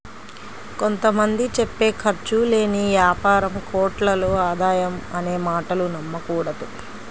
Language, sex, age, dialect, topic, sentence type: Telugu, female, 25-30, Central/Coastal, banking, statement